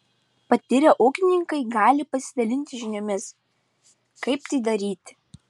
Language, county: Lithuanian, Šiauliai